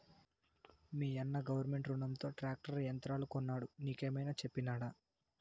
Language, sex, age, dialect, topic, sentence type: Telugu, male, 18-24, Southern, agriculture, statement